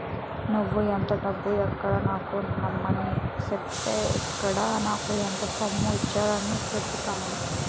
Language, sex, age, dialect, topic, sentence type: Telugu, female, 18-24, Utterandhra, banking, statement